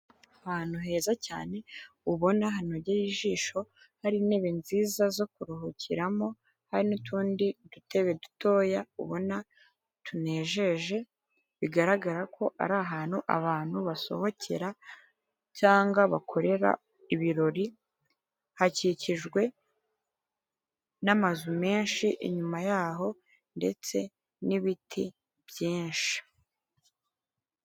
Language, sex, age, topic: Kinyarwanda, female, 18-24, finance